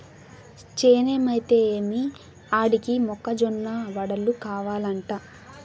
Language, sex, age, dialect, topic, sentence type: Telugu, female, 18-24, Southern, agriculture, statement